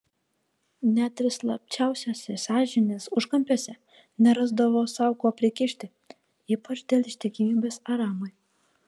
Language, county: Lithuanian, Kaunas